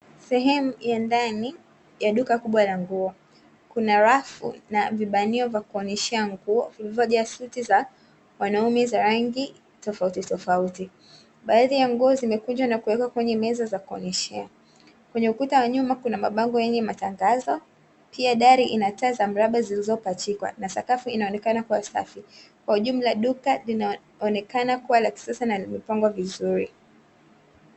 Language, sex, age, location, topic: Swahili, female, 18-24, Dar es Salaam, finance